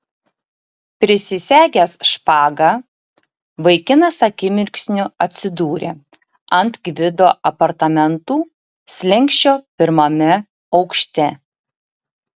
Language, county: Lithuanian, Tauragė